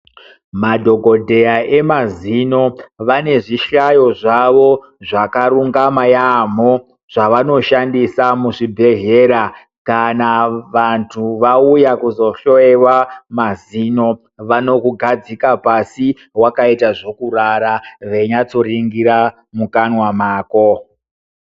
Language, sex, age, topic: Ndau, female, 50+, health